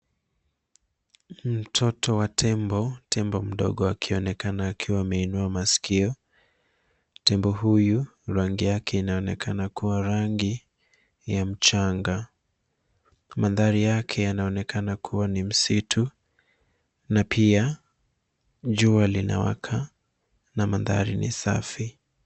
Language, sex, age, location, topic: Swahili, male, 25-35, Nairobi, government